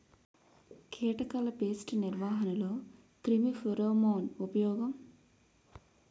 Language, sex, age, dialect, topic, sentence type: Telugu, female, 18-24, Utterandhra, agriculture, question